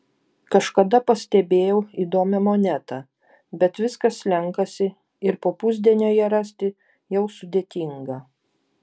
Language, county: Lithuanian, Vilnius